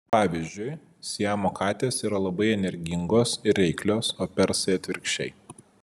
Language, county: Lithuanian, Vilnius